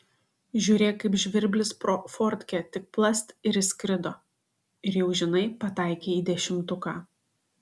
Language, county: Lithuanian, Šiauliai